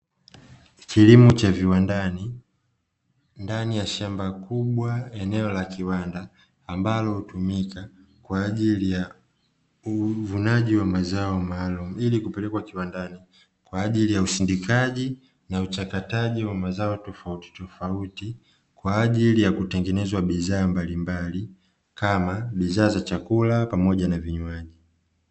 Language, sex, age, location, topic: Swahili, male, 25-35, Dar es Salaam, agriculture